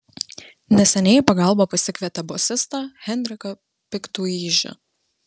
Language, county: Lithuanian, Vilnius